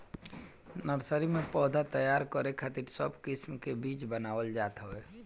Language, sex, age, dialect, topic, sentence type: Bhojpuri, male, 18-24, Northern, agriculture, statement